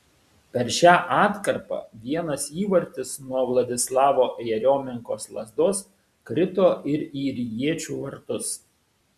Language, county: Lithuanian, Šiauliai